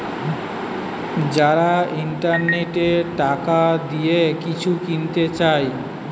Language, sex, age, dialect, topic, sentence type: Bengali, male, 46-50, Western, banking, statement